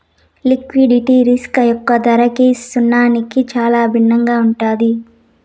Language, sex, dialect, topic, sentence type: Telugu, female, Southern, banking, statement